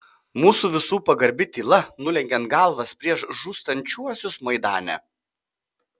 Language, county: Lithuanian, Panevėžys